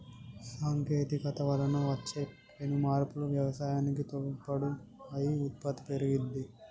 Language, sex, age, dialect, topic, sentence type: Telugu, male, 18-24, Telangana, agriculture, statement